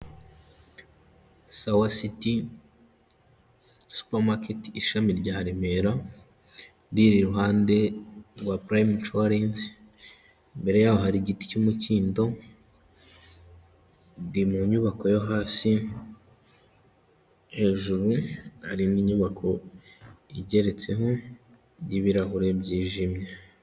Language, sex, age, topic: Kinyarwanda, male, 18-24, finance